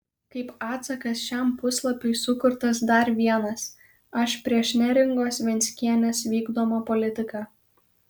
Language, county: Lithuanian, Kaunas